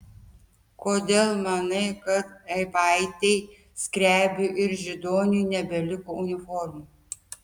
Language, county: Lithuanian, Telšiai